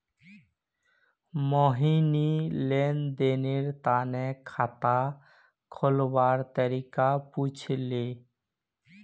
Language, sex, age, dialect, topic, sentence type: Magahi, male, 31-35, Northeastern/Surjapuri, banking, statement